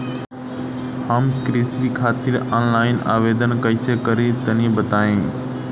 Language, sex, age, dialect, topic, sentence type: Bhojpuri, male, 18-24, Southern / Standard, banking, question